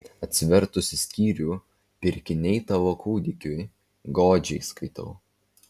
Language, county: Lithuanian, Vilnius